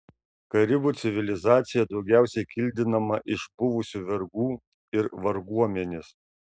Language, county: Lithuanian, Šiauliai